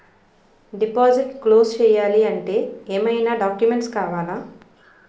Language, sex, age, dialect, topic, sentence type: Telugu, female, 36-40, Utterandhra, banking, question